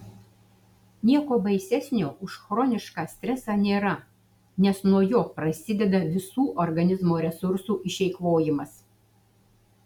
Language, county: Lithuanian, Utena